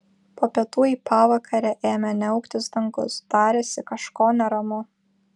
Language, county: Lithuanian, Vilnius